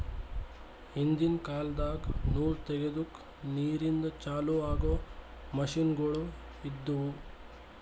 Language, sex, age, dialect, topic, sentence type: Kannada, male, 18-24, Northeastern, agriculture, statement